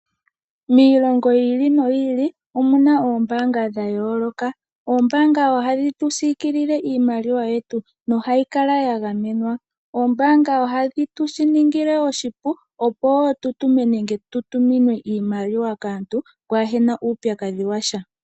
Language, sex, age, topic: Oshiwambo, female, 18-24, finance